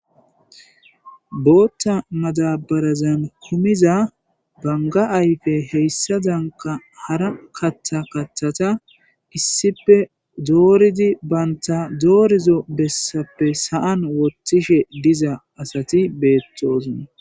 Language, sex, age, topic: Gamo, male, 25-35, agriculture